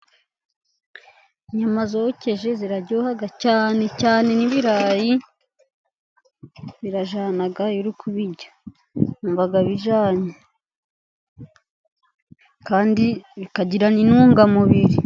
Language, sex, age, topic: Kinyarwanda, female, 25-35, finance